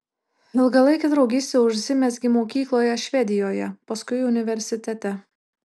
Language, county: Lithuanian, Tauragė